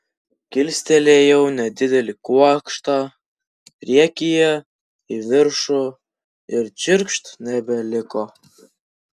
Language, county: Lithuanian, Vilnius